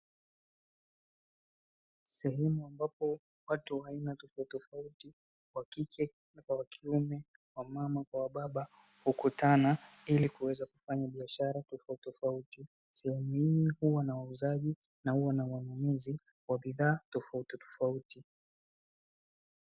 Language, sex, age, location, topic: Swahili, male, 18-24, Dar es Salaam, finance